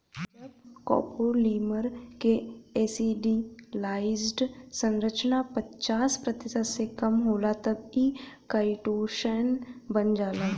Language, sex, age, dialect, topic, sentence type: Bhojpuri, female, 25-30, Western, agriculture, statement